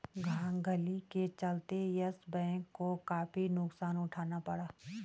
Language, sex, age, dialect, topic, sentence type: Hindi, female, 36-40, Garhwali, banking, statement